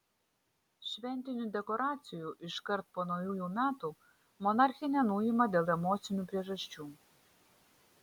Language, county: Lithuanian, Vilnius